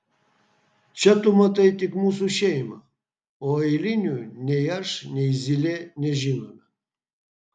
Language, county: Lithuanian, Vilnius